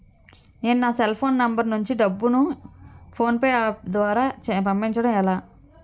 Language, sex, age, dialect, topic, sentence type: Telugu, female, 31-35, Utterandhra, banking, question